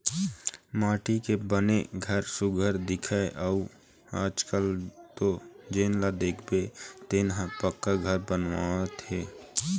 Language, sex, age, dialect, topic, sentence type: Chhattisgarhi, male, 18-24, Eastern, banking, statement